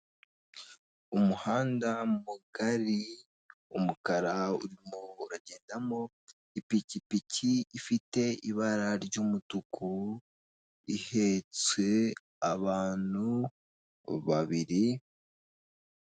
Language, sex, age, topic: Kinyarwanda, male, 18-24, government